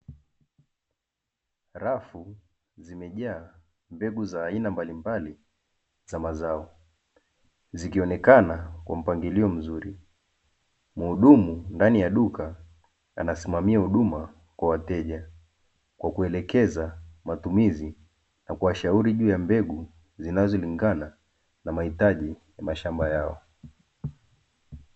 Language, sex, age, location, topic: Swahili, male, 25-35, Dar es Salaam, agriculture